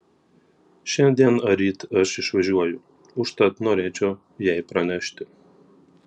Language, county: Lithuanian, Marijampolė